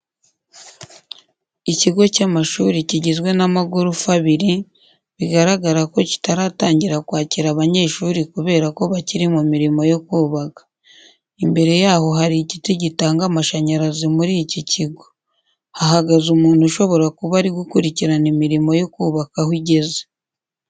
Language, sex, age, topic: Kinyarwanda, female, 25-35, education